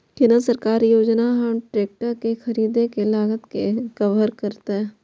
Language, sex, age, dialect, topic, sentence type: Maithili, female, 18-24, Eastern / Thethi, agriculture, question